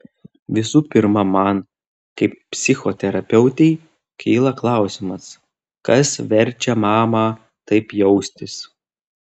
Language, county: Lithuanian, Telšiai